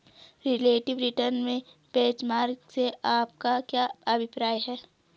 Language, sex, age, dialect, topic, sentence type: Hindi, female, 18-24, Garhwali, banking, statement